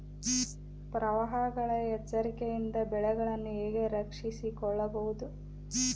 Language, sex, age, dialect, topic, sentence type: Kannada, female, 36-40, Central, agriculture, question